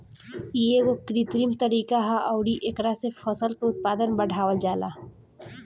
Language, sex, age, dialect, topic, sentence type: Bhojpuri, female, 18-24, Southern / Standard, agriculture, statement